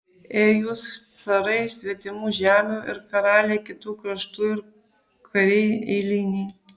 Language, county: Lithuanian, Vilnius